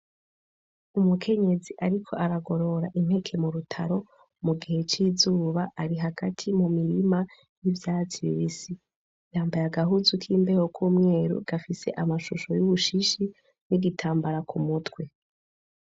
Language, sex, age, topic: Rundi, female, 18-24, agriculture